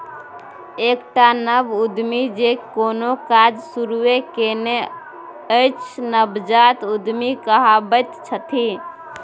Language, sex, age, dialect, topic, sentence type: Maithili, female, 18-24, Bajjika, banking, statement